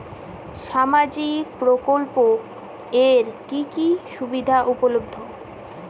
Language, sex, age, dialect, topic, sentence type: Bengali, female, 18-24, Northern/Varendri, banking, question